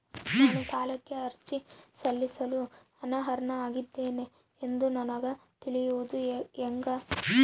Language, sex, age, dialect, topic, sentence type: Kannada, female, 18-24, Central, banking, statement